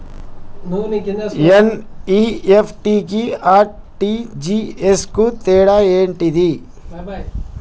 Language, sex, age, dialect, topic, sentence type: Telugu, male, 25-30, Telangana, banking, question